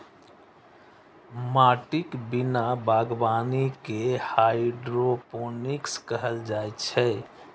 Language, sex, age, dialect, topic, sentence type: Maithili, male, 18-24, Eastern / Thethi, agriculture, statement